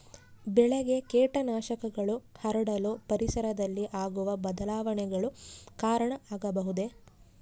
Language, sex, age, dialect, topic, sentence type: Kannada, female, 25-30, Central, agriculture, question